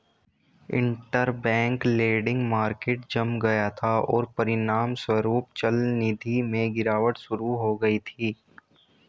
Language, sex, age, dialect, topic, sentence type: Hindi, male, 18-24, Hindustani Malvi Khadi Boli, banking, statement